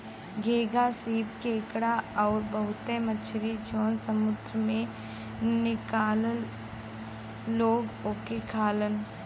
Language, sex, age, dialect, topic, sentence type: Bhojpuri, female, 25-30, Western, agriculture, statement